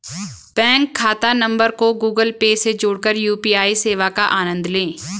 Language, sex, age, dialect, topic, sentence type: Hindi, female, 25-30, Garhwali, banking, statement